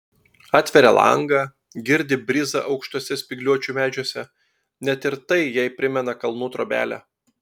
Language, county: Lithuanian, Telšiai